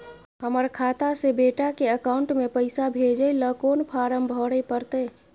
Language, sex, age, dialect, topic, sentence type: Maithili, female, 31-35, Bajjika, banking, question